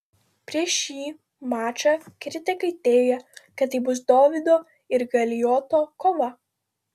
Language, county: Lithuanian, Vilnius